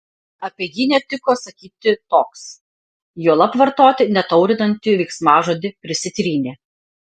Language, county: Lithuanian, Panevėžys